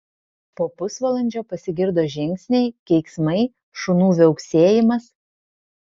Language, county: Lithuanian, Vilnius